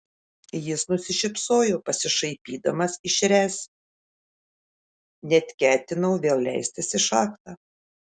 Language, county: Lithuanian, Šiauliai